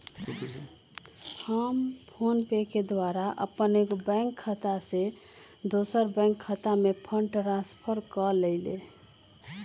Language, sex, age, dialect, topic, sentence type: Magahi, female, 36-40, Western, banking, statement